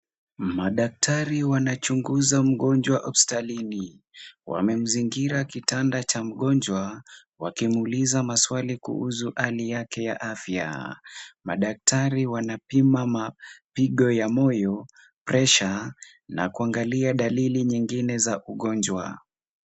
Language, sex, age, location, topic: Swahili, male, 18-24, Kisumu, health